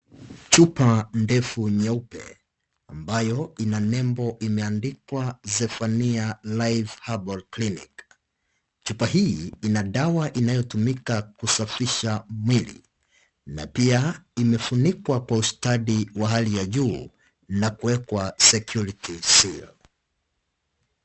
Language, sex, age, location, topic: Swahili, male, 25-35, Kisii, health